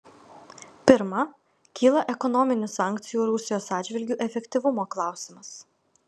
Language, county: Lithuanian, Vilnius